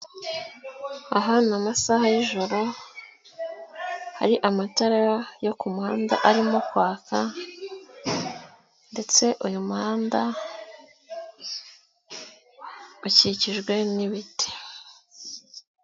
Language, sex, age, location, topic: Kinyarwanda, female, 18-24, Nyagatare, government